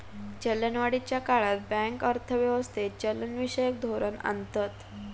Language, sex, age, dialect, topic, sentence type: Marathi, female, 18-24, Southern Konkan, banking, statement